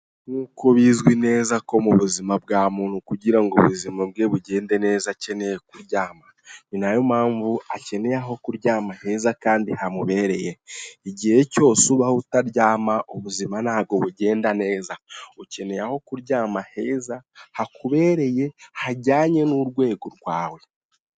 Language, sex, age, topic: Kinyarwanda, male, 18-24, finance